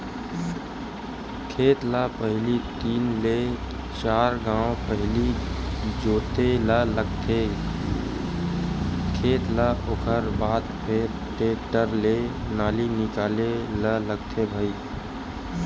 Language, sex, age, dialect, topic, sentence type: Chhattisgarhi, male, 18-24, Western/Budati/Khatahi, banking, statement